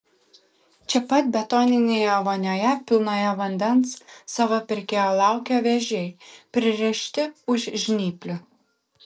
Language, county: Lithuanian, Kaunas